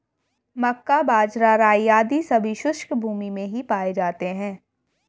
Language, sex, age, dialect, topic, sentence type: Hindi, female, 18-24, Hindustani Malvi Khadi Boli, agriculture, statement